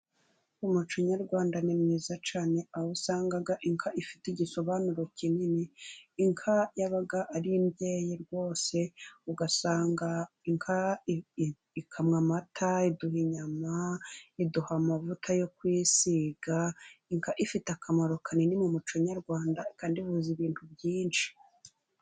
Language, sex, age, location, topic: Kinyarwanda, female, 25-35, Burera, government